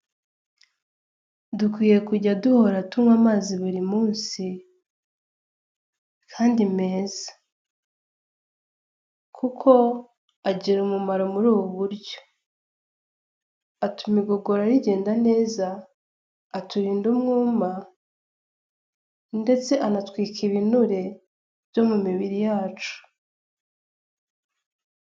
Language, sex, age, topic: Kinyarwanda, female, 18-24, health